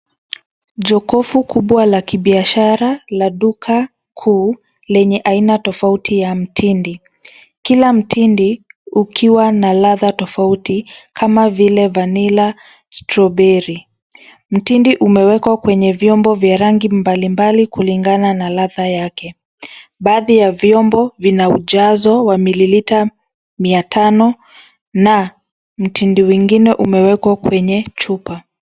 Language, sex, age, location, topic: Swahili, female, 25-35, Nairobi, finance